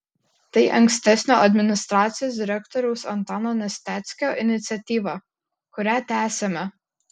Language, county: Lithuanian, Kaunas